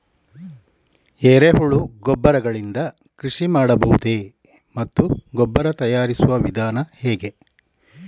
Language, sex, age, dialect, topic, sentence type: Kannada, male, 18-24, Coastal/Dakshin, agriculture, question